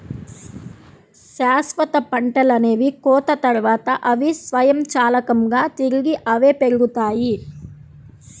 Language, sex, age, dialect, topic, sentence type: Telugu, female, 31-35, Central/Coastal, agriculture, statement